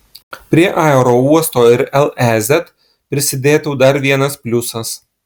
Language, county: Lithuanian, Klaipėda